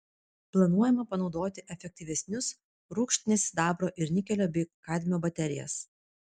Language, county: Lithuanian, Vilnius